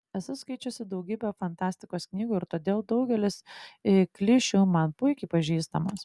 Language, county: Lithuanian, Klaipėda